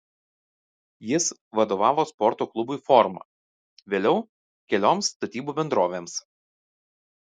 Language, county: Lithuanian, Vilnius